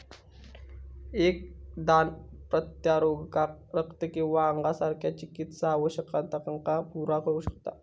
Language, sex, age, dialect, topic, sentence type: Marathi, male, 41-45, Southern Konkan, banking, statement